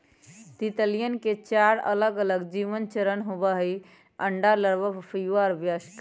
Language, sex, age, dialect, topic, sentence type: Magahi, female, 18-24, Western, agriculture, statement